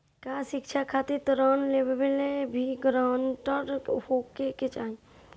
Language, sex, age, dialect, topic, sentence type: Bhojpuri, female, 18-24, Northern, banking, question